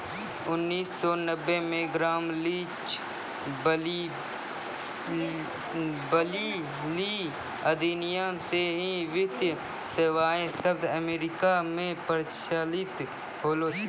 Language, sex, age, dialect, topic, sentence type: Maithili, female, 36-40, Angika, banking, statement